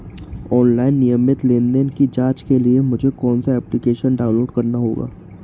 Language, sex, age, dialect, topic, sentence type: Hindi, male, 25-30, Marwari Dhudhari, banking, question